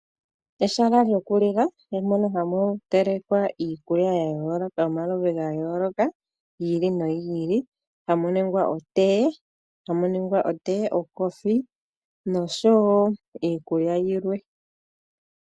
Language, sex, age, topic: Oshiwambo, female, 25-35, finance